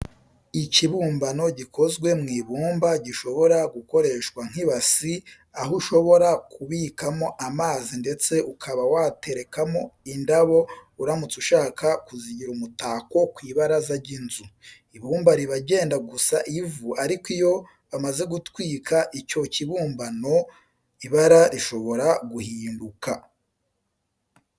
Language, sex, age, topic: Kinyarwanda, male, 25-35, education